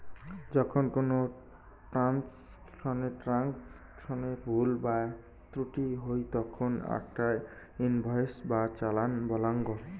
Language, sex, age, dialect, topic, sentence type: Bengali, male, 18-24, Rajbangshi, banking, statement